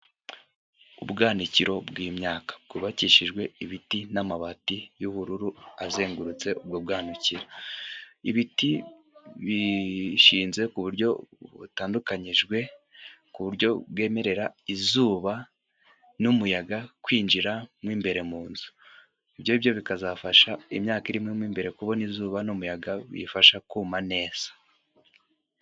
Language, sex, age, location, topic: Kinyarwanda, male, 18-24, Musanze, agriculture